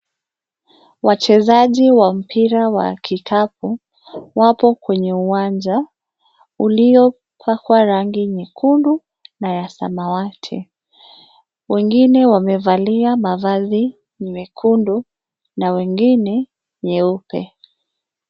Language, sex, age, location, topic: Swahili, female, 25-35, Nairobi, education